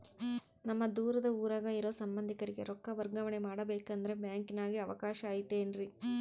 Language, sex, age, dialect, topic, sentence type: Kannada, female, 31-35, Central, banking, question